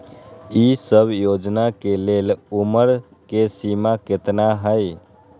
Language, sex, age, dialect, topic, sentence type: Magahi, male, 18-24, Western, banking, question